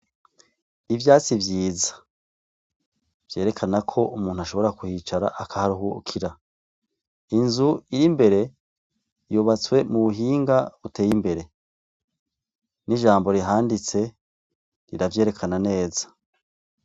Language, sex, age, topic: Rundi, male, 36-49, education